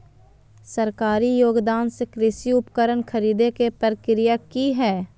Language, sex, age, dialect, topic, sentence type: Magahi, female, 31-35, Southern, agriculture, question